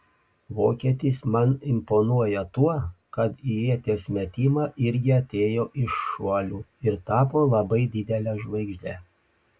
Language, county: Lithuanian, Panevėžys